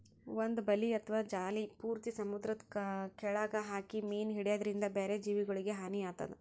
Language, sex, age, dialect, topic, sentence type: Kannada, female, 18-24, Northeastern, agriculture, statement